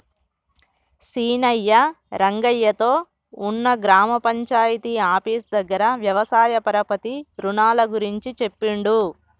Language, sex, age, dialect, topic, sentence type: Telugu, female, 31-35, Telangana, banking, statement